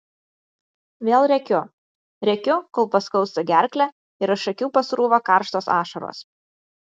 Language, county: Lithuanian, Vilnius